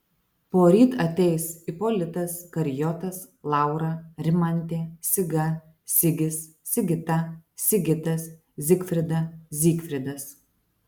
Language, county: Lithuanian, Alytus